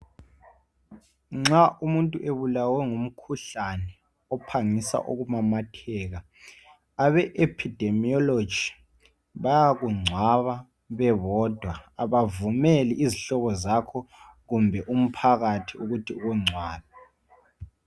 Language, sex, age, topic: North Ndebele, male, 18-24, health